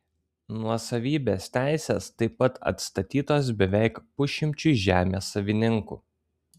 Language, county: Lithuanian, Kaunas